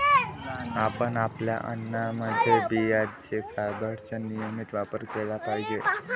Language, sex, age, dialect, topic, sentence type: Marathi, male, 25-30, Varhadi, agriculture, statement